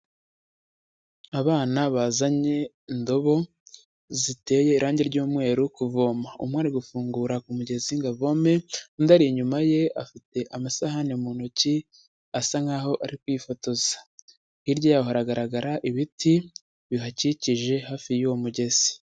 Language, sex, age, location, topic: Kinyarwanda, male, 25-35, Huye, health